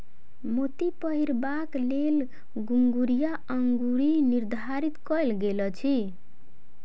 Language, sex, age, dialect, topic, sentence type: Maithili, female, 18-24, Southern/Standard, agriculture, statement